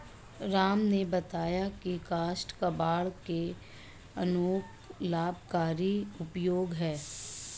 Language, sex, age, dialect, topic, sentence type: Hindi, male, 56-60, Marwari Dhudhari, agriculture, statement